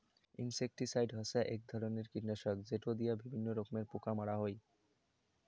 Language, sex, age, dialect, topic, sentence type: Bengali, male, 18-24, Rajbangshi, agriculture, statement